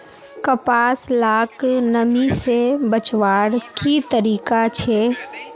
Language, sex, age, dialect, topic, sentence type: Magahi, female, 18-24, Northeastern/Surjapuri, agriculture, question